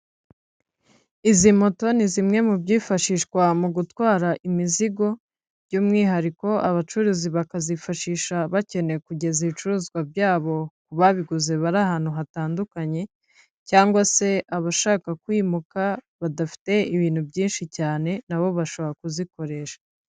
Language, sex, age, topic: Kinyarwanda, female, 25-35, government